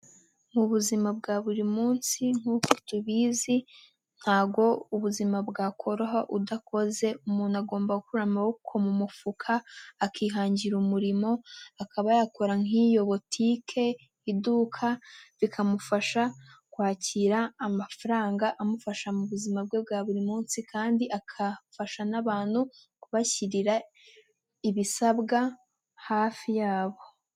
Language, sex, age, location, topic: Kinyarwanda, female, 18-24, Nyagatare, finance